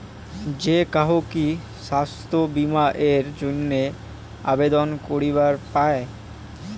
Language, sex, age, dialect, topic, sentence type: Bengali, male, 18-24, Rajbangshi, banking, question